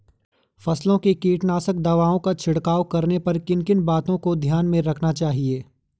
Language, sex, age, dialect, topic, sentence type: Hindi, male, 18-24, Garhwali, agriculture, question